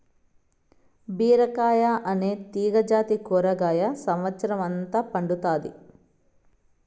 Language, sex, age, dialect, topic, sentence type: Telugu, female, 25-30, Southern, agriculture, statement